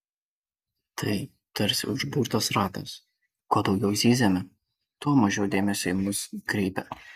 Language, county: Lithuanian, Kaunas